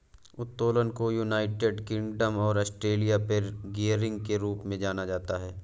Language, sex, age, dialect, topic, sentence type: Hindi, male, 18-24, Awadhi Bundeli, banking, statement